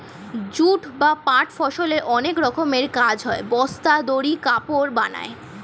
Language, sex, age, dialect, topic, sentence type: Bengali, female, 36-40, Standard Colloquial, agriculture, statement